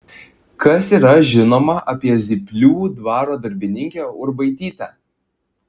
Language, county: Lithuanian, Klaipėda